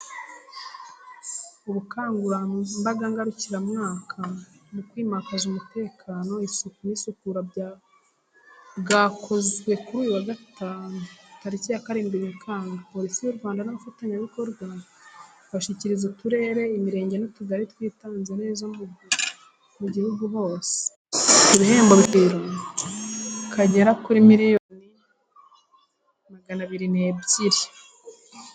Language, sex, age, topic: Kinyarwanda, female, 25-35, education